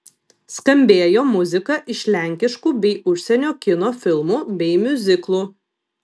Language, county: Lithuanian, Vilnius